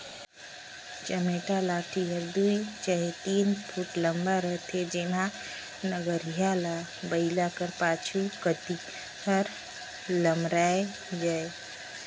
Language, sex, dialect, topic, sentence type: Chhattisgarhi, female, Northern/Bhandar, agriculture, statement